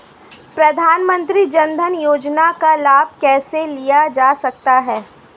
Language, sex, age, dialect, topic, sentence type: Hindi, female, 18-24, Marwari Dhudhari, banking, question